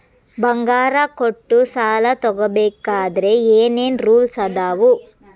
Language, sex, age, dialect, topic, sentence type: Kannada, female, 25-30, Dharwad Kannada, banking, question